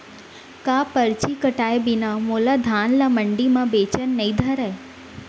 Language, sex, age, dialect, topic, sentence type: Chhattisgarhi, female, 18-24, Central, agriculture, question